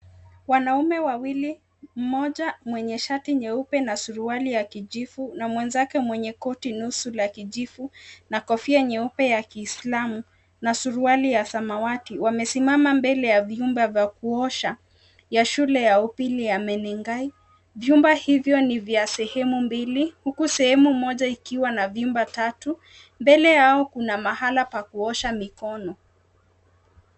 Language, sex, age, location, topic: Swahili, female, 25-35, Nakuru, health